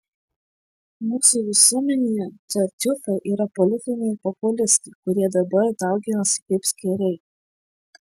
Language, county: Lithuanian, Šiauliai